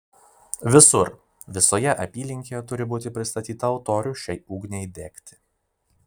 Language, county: Lithuanian, Vilnius